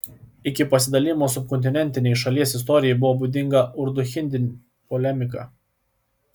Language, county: Lithuanian, Klaipėda